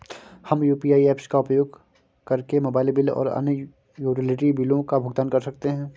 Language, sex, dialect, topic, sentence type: Hindi, male, Kanauji Braj Bhasha, banking, statement